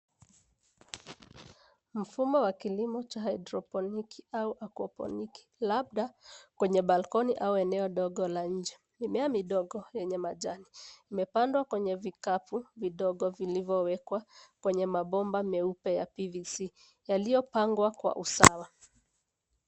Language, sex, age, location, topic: Swahili, female, 25-35, Nairobi, agriculture